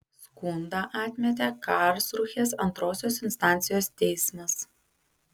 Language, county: Lithuanian, Panevėžys